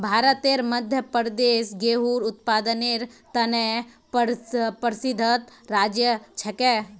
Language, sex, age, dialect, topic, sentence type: Magahi, female, 18-24, Northeastern/Surjapuri, agriculture, statement